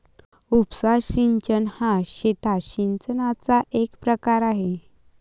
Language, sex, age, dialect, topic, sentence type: Marathi, female, 25-30, Varhadi, agriculture, statement